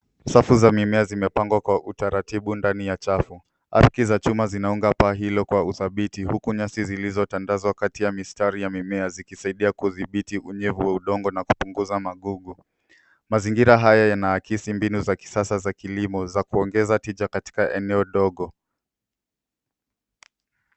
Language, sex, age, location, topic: Swahili, male, 18-24, Nairobi, agriculture